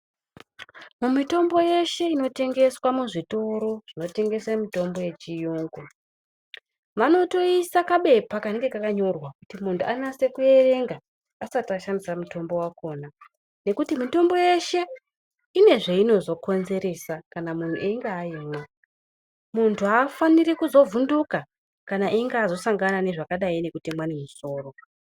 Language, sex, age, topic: Ndau, male, 25-35, health